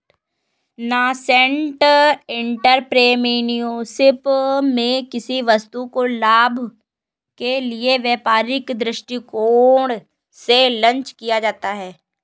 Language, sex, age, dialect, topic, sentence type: Hindi, female, 56-60, Kanauji Braj Bhasha, banking, statement